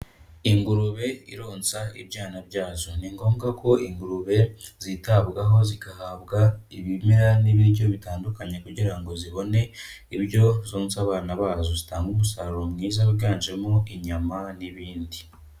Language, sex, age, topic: Kinyarwanda, male, 25-35, agriculture